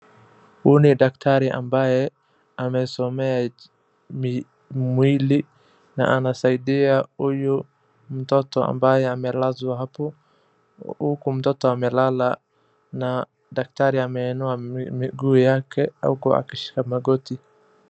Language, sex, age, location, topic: Swahili, male, 25-35, Wajir, health